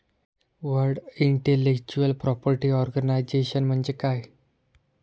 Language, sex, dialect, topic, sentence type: Marathi, male, Standard Marathi, banking, statement